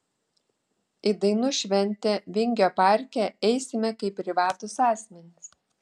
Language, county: Lithuanian, Klaipėda